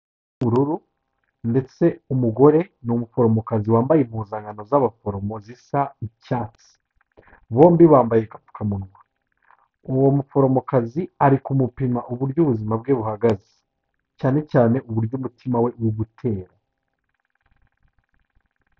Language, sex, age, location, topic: Kinyarwanda, male, 25-35, Kigali, health